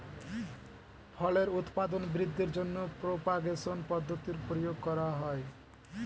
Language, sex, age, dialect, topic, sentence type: Bengali, male, 18-24, Standard Colloquial, agriculture, statement